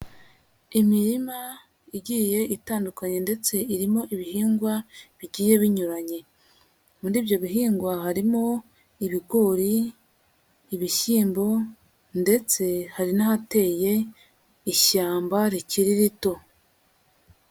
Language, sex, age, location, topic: Kinyarwanda, female, 36-49, Huye, agriculture